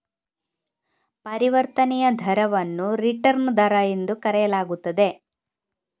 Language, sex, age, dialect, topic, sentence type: Kannada, female, 41-45, Coastal/Dakshin, banking, statement